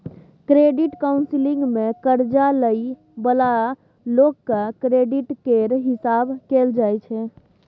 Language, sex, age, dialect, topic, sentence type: Maithili, female, 18-24, Bajjika, banking, statement